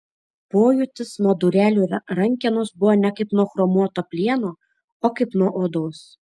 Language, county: Lithuanian, Šiauliai